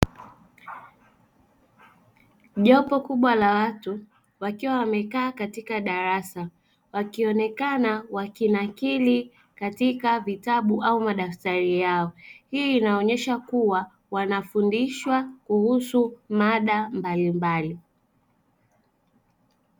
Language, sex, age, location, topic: Swahili, female, 18-24, Dar es Salaam, education